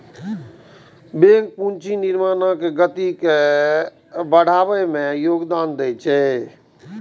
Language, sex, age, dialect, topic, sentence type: Maithili, male, 41-45, Eastern / Thethi, banking, statement